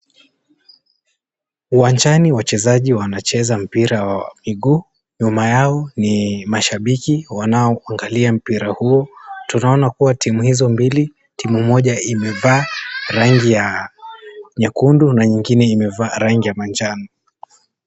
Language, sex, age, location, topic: Swahili, male, 18-24, Mombasa, government